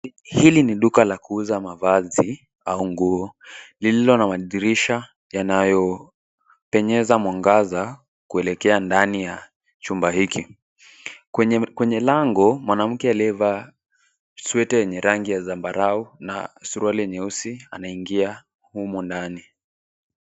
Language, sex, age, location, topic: Swahili, male, 18-24, Nairobi, finance